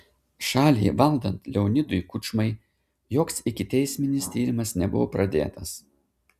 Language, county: Lithuanian, Šiauliai